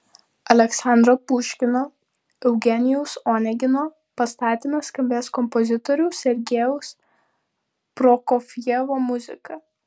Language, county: Lithuanian, Vilnius